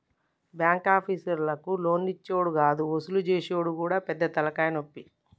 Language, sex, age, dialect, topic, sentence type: Telugu, male, 36-40, Telangana, banking, statement